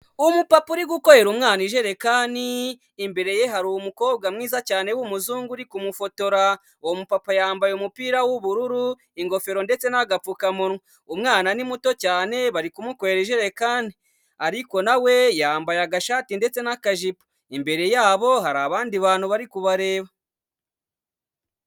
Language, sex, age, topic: Kinyarwanda, male, 25-35, health